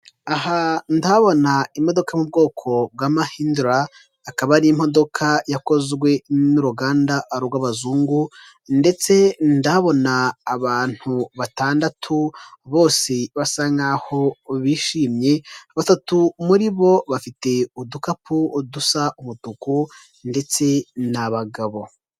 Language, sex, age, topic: Kinyarwanda, male, 18-24, finance